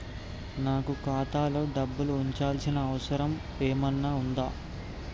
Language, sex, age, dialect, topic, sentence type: Telugu, male, 18-24, Telangana, banking, question